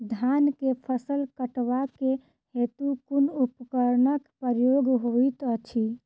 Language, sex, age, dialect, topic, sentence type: Maithili, female, 25-30, Southern/Standard, agriculture, question